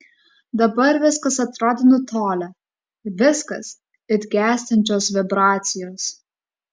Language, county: Lithuanian, Kaunas